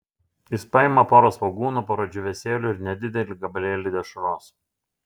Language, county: Lithuanian, Šiauliai